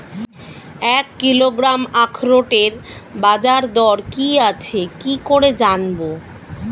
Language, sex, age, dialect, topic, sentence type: Bengali, female, 36-40, Standard Colloquial, agriculture, question